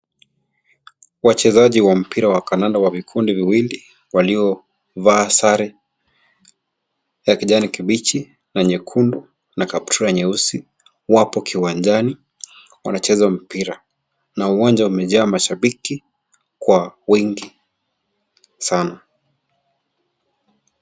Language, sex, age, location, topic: Swahili, male, 25-35, Kisii, government